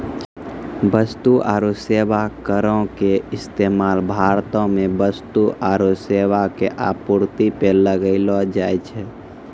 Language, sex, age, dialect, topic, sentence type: Maithili, male, 51-55, Angika, banking, statement